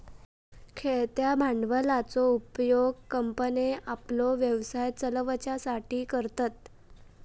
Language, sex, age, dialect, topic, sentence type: Marathi, female, 18-24, Southern Konkan, banking, statement